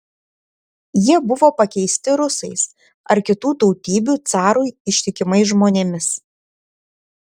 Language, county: Lithuanian, Šiauliai